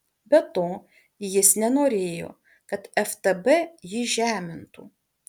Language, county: Lithuanian, Alytus